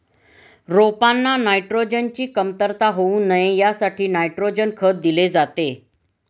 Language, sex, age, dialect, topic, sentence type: Marathi, female, 51-55, Standard Marathi, agriculture, statement